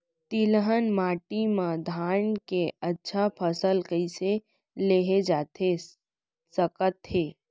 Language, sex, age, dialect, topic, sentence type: Chhattisgarhi, female, 18-24, Central, agriculture, question